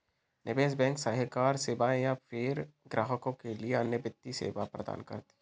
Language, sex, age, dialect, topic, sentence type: Hindi, male, 18-24, Kanauji Braj Bhasha, banking, statement